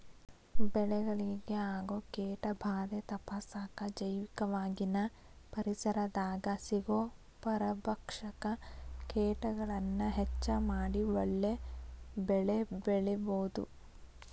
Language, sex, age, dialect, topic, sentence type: Kannada, female, 18-24, Dharwad Kannada, agriculture, statement